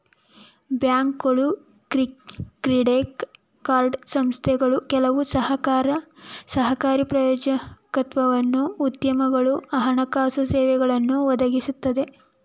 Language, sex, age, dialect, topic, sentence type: Kannada, female, 18-24, Mysore Kannada, banking, statement